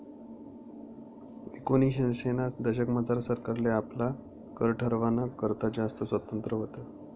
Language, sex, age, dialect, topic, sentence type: Marathi, male, 25-30, Northern Konkan, banking, statement